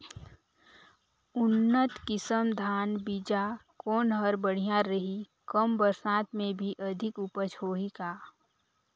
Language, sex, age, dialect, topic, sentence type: Chhattisgarhi, female, 18-24, Northern/Bhandar, agriculture, question